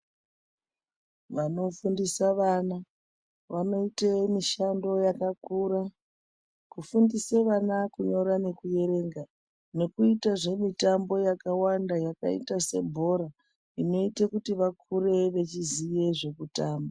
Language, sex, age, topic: Ndau, female, 36-49, education